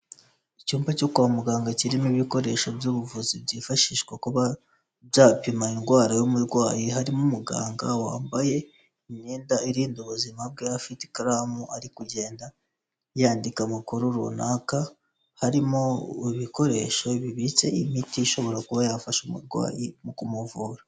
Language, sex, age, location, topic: Kinyarwanda, male, 18-24, Kigali, health